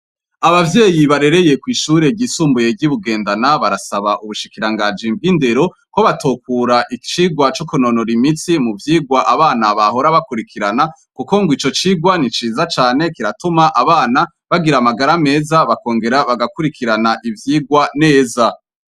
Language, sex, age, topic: Rundi, male, 25-35, education